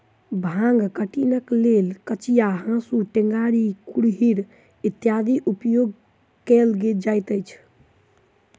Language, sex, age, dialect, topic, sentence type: Maithili, male, 18-24, Southern/Standard, agriculture, statement